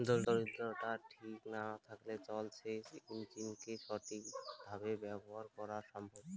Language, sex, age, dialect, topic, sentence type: Bengali, male, 18-24, Rajbangshi, agriculture, question